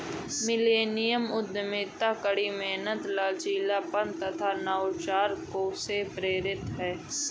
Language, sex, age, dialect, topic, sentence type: Hindi, male, 25-30, Awadhi Bundeli, banking, statement